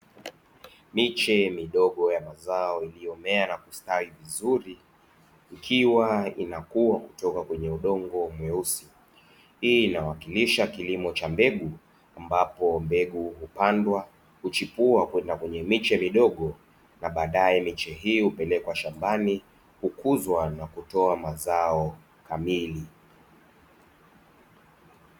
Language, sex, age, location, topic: Swahili, male, 25-35, Dar es Salaam, agriculture